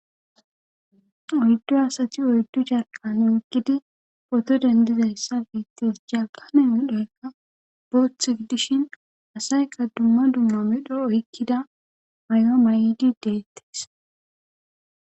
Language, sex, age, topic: Gamo, female, 18-24, government